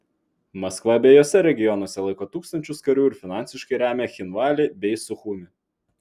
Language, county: Lithuanian, Vilnius